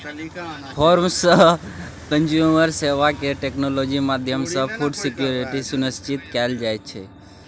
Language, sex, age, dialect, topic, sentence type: Maithili, male, 25-30, Bajjika, agriculture, statement